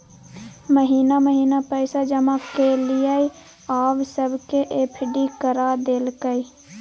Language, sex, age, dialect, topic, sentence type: Maithili, female, 25-30, Bajjika, banking, statement